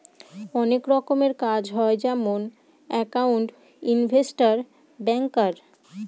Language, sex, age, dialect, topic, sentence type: Bengali, female, 25-30, Northern/Varendri, banking, statement